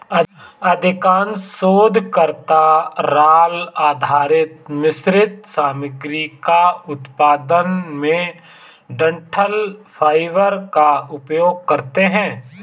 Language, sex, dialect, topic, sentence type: Hindi, male, Marwari Dhudhari, agriculture, statement